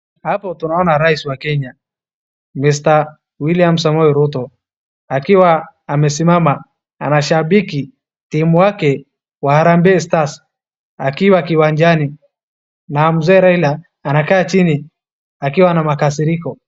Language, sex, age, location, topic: Swahili, male, 36-49, Wajir, government